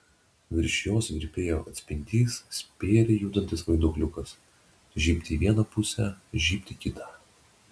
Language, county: Lithuanian, Vilnius